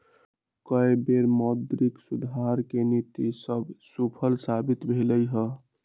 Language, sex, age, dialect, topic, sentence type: Magahi, male, 60-100, Western, banking, statement